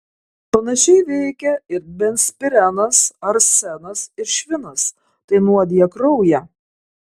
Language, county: Lithuanian, Kaunas